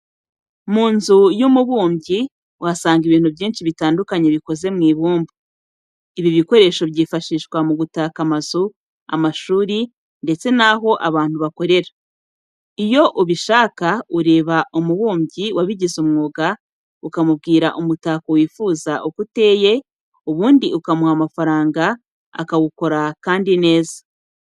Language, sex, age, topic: Kinyarwanda, female, 36-49, education